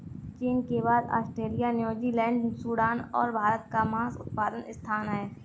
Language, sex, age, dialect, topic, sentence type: Hindi, female, 25-30, Marwari Dhudhari, agriculture, statement